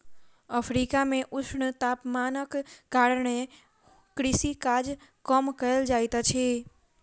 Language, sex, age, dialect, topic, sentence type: Maithili, female, 51-55, Southern/Standard, agriculture, statement